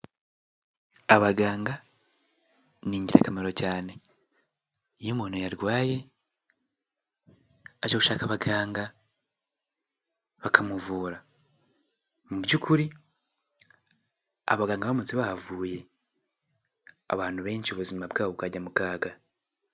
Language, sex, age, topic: Kinyarwanda, male, 18-24, health